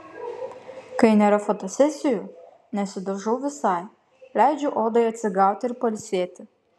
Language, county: Lithuanian, Kaunas